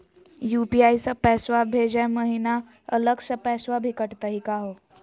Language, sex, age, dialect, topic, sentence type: Magahi, female, 18-24, Southern, banking, question